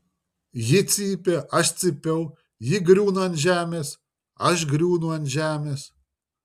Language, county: Lithuanian, Šiauliai